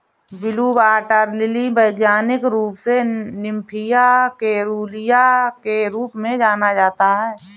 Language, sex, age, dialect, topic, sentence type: Hindi, female, 31-35, Marwari Dhudhari, agriculture, statement